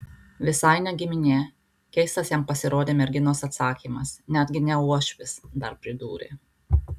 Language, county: Lithuanian, Alytus